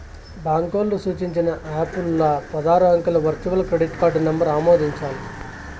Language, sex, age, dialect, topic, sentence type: Telugu, male, 25-30, Southern, banking, statement